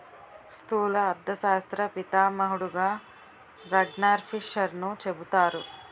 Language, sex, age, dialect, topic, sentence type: Telugu, female, 18-24, Utterandhra, banking, statement